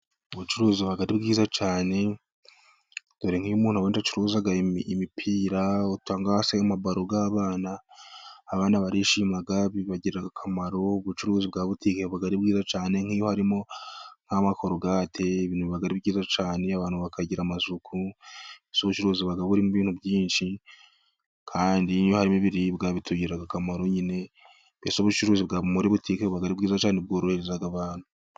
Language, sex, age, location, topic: Kinyarwanda, male, 25-35, Musanze, finance